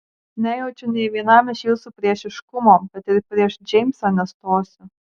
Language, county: Lithuanian, Marijampolė